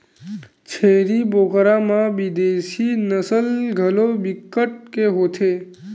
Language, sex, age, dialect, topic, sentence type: Chhattisgarhi, male, 18-24, Western/Budati/Khatahi, agriculture, statement